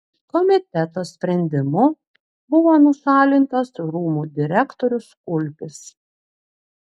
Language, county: Lithuanian, Klaipėda